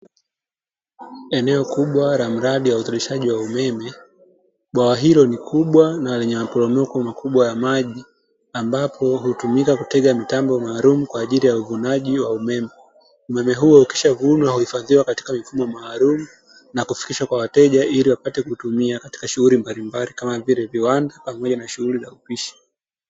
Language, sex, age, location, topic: Swahili, female, 18-24, Dar es Salaam, government